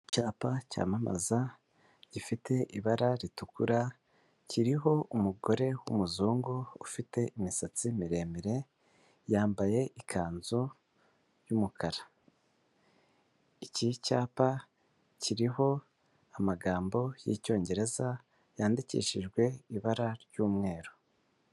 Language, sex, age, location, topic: Kinyarwanda, male, 18-24, Kigali, finance